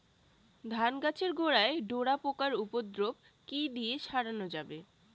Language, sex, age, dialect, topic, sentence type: Bengali, female, 18-24, Rajbangshi, agriculture, question